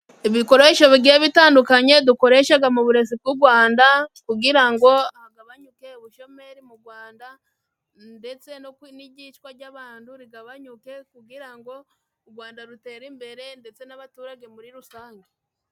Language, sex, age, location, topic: Kinyarwanda, female, 25-35, Musanze, education